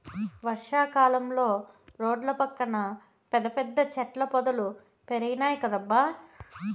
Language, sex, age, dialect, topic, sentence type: Telugu, female, 25-30, Southern, agriculture, statement